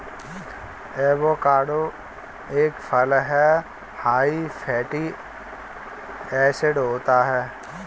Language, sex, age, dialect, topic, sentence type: Hindi, male, 25-30, Kanauji Braj Bhasha, agriculture, statement